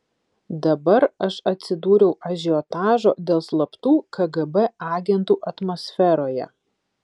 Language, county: Lithuanian, Vilnius